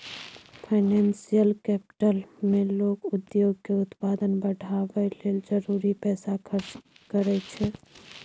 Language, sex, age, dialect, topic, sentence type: Maithili, female, 25-30, Bajjika, banking, statement